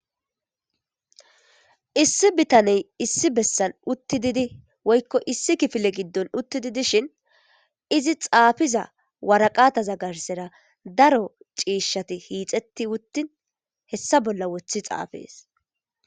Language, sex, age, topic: Gamo, female, 25-35, government